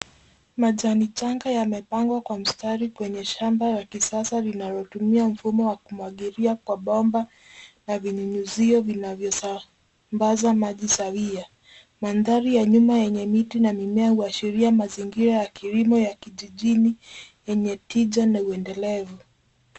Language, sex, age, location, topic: Swahili, female, 18-24, Nairobi, agriculture